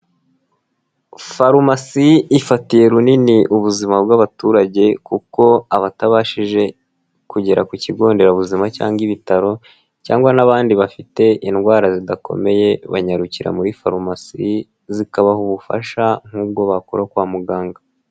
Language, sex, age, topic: Kinyarwanda, male, 25-35, health